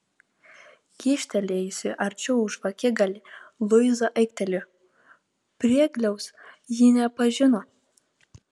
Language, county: Lithuanian, Kaunas